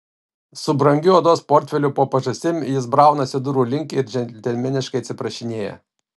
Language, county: Lithuanian, Kaunas